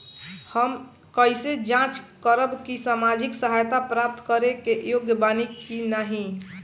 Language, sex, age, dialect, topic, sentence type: Bhojpuri, male, 18-24, Northern, banking, question